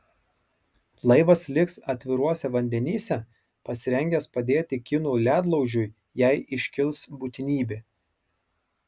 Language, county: Lithuanian, Marijampolė